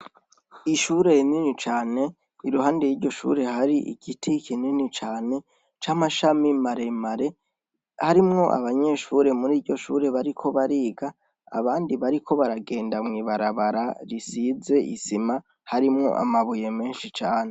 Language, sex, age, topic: Rundi, female, 18-24, education